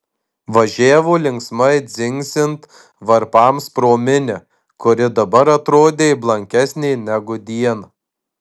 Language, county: Lithuanian, Marijampolė